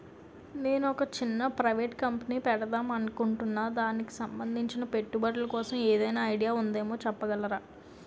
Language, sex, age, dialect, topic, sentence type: Telugu, female, 18-24, Utterandhra, banking, question